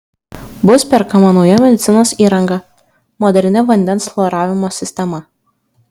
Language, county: Lithuanian, Šiauliai